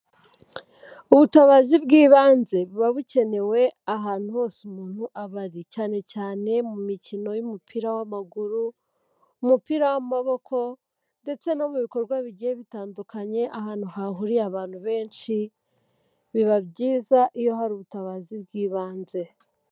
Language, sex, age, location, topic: Kinyarwanda, female, 18-24, Kigali, health